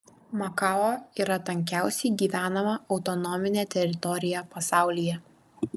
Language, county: Lithuanian, Kaunas